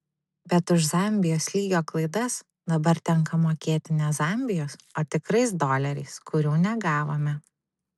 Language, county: Lithuanian, Vilnius